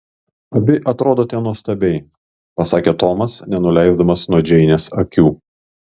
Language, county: Lithuanian, Panevėžys